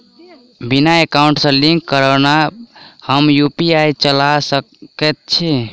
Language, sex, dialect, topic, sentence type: Maithili, male, Southern/Standard, banking, question